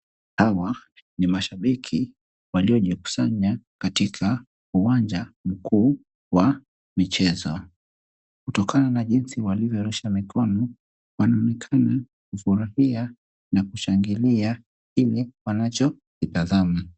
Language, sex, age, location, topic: Swahili, male, 25-35, Kisumu, government